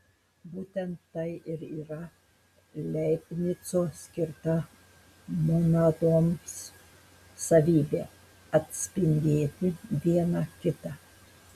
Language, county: Lithuanian, Telšiai